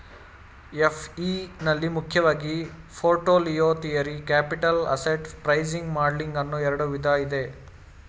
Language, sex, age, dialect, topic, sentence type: Kannada, male, 18-24, Mysore Kannada, banking, statement